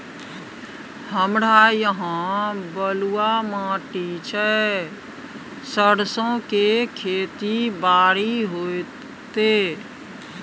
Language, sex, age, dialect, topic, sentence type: Maithili, female, 56-60, Bajjika, agriculture, question